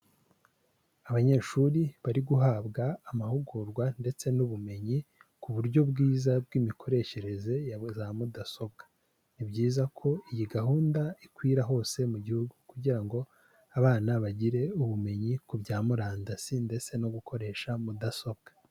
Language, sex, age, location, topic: Kinyarwanda, male, 18-24, Huye, education